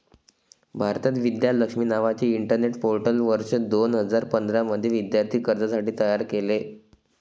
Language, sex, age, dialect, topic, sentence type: Marathi, male, 25-30, Varhadi, banking, statement